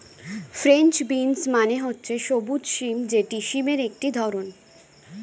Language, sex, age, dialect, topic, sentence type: Bengali, female, 25-30, Standard Colloquial, agriculture, statement